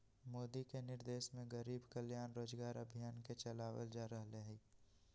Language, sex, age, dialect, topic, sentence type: Magahi, male, 18-24, Western, banking, statement